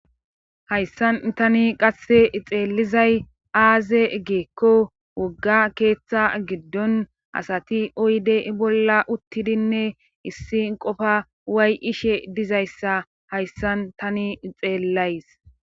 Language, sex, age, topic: Gamo, female, 18-24, government